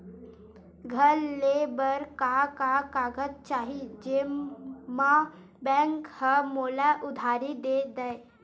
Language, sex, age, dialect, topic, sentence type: Chhattisgarhi, female, 18-24, Western/Budati/Khatahi, banking, question